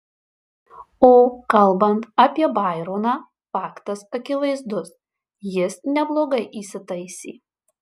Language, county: Lithuanian, Marijampolė